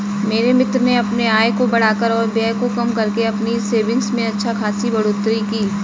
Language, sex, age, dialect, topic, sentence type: Hindi, female, 31-35, Kanauji Braj Bhasha, banking, statement